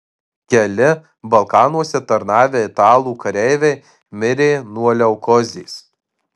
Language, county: Lithuanian, Marijampolė